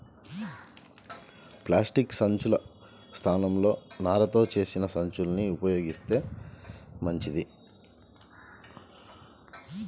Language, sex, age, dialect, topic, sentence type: Telugu, male, 36-40, Central/Coastal, agriculture, statement